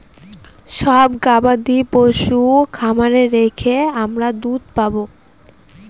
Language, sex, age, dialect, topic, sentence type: Bengali, female, 18-24, Northern/Varendri, agriculture, statement